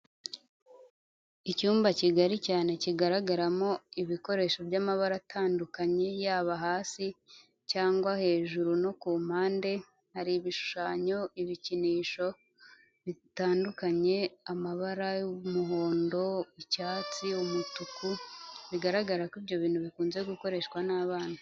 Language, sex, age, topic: Kinyarwanda, female, 25-35, health